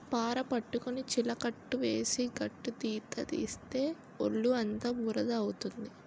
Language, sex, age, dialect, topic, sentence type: Telugu, female, 18-24, Utterandhra, agriculture, statement